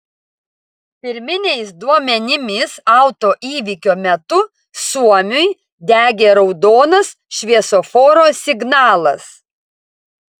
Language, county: Lithuanian, Vilnius